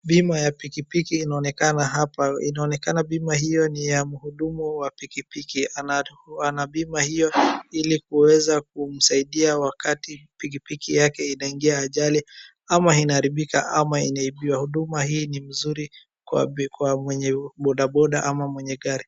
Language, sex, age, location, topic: Swahili, male, 18-24, Wajir, finance